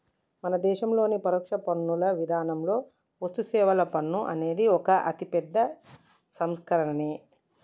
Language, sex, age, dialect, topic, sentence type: Telugu, female, 18-24, Telangana, banking, statement